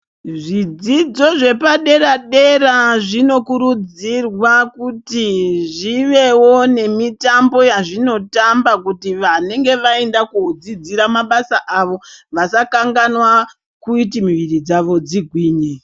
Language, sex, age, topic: Ndau, female, 36-49, education